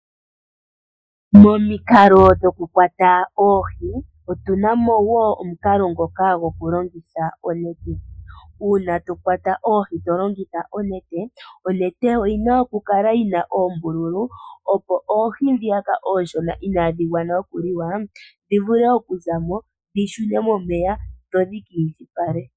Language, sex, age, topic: Oshiwambo, female, 25-35, agriculture